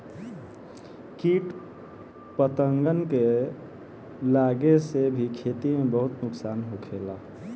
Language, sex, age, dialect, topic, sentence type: Bhojpuri, male, 18-24, Southern / Standard, agriculture, statement